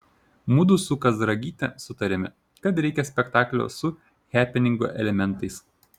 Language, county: Lithuanian, Šiauliai